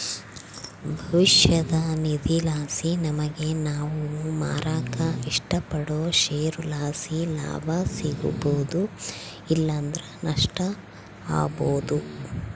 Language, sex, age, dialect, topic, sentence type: Kannada, female, 25-30, Central, banking, statement